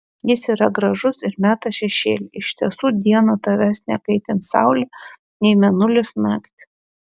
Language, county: Lithuanian, Klaipėda